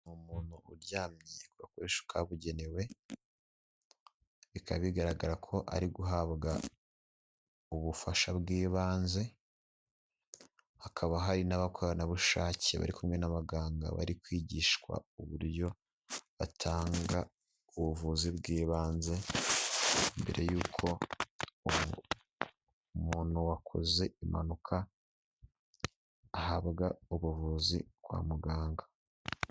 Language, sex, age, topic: Kinyarwanda, male, 18-24, health